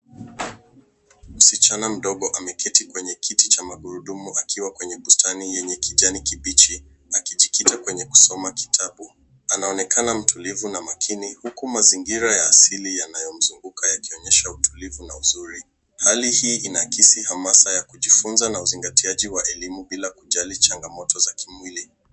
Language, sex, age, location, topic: Swahili, male, 18-24, Nairobi, education